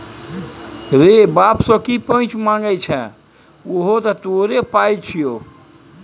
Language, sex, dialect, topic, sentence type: Maithili, male, Bajjika, banking, statement